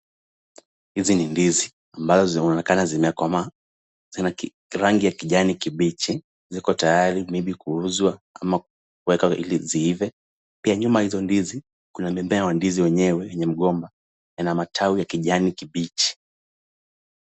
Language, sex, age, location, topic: Swahili, male, 18-24, Kisumu, agriculture